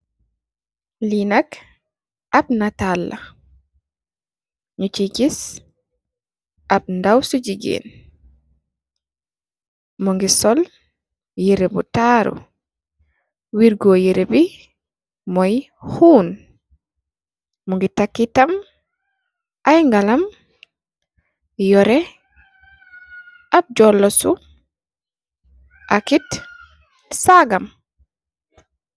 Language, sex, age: Wolof, female, 18-24